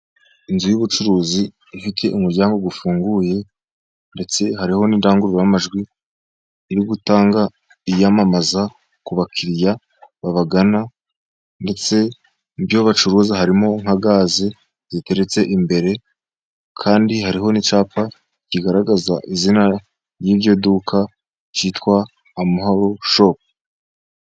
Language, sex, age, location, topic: Kinyarwanda, male, 18-24, Musanze, finance